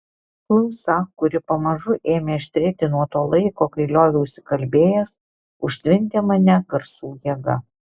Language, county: Lithuanian, Alytus